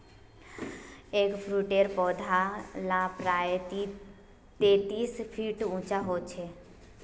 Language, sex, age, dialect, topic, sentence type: Magahi, female, 18-24, Northeastern/Surjapuri, agriculture, statement